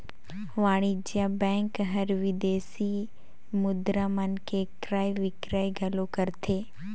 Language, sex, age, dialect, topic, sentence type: Chhattisgarhi, female, 18-24, Northern/Bhandar, banking, statement